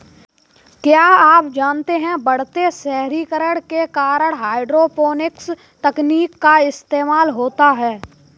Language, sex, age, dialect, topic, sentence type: Hindi, male, 18-24, Kanauji Braj Bhasha, agriculture, statement